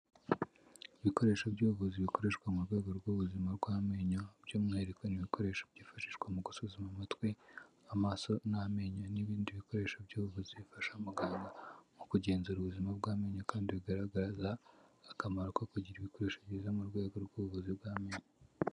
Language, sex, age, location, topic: Kinyarwanda, male, 18-24, Kigali, health